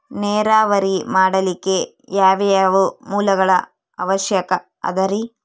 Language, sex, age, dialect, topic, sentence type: Kannada, female, 18-24, Central, agriculture, question